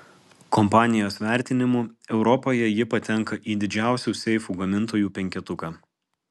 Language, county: Lithuanian, Alytus